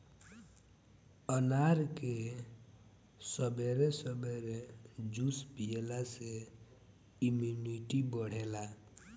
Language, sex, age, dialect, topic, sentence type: Bhojpuri, male, 18-24, Northern, agriculture, statement